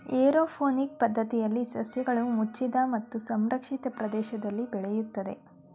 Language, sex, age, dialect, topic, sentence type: Kannada, female, 31-35, Mysore Kannada, agriculture, statement